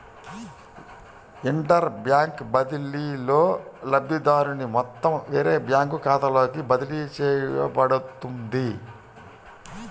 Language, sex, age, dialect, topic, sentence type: Telugu, male, 51-55, Central/Coastal, banking, statement